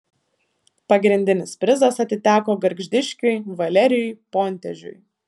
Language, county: Lithuanian, Vilnius